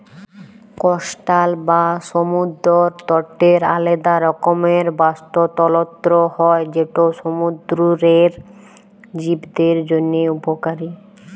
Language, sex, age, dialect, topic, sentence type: Bengali, female, 18-24, Jharkhandi, agriculture, statement